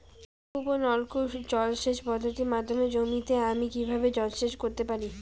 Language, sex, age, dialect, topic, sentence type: Bengali, female, 18-24, Rajbangshi, agriculture, question